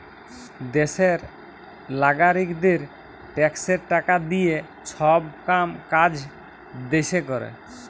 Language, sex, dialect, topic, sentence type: Bengali, male, Jharkhandi, banking, statement